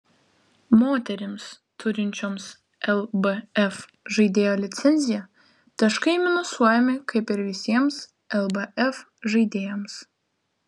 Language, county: Lithuanian, Vilnius